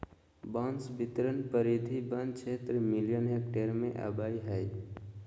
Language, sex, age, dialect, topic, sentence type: Magahi, male, 25-30, Southern, agriculture, statement